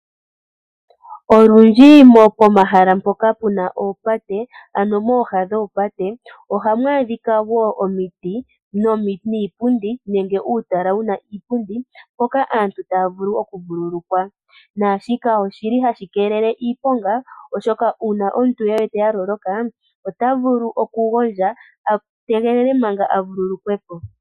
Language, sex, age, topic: Oshiwambo, female, 25-35, agriculture